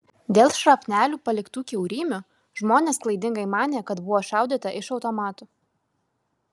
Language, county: Lithuanian, Kaunas